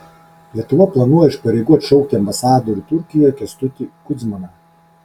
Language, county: Lithuanian, Kaunas